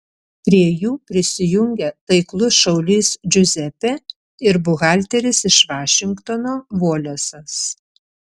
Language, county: Lithuanian, Vilnius